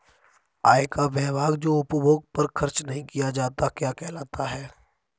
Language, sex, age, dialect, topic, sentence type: Hindi, male, 25-30, Kanauji Braj Bhasha, banking, question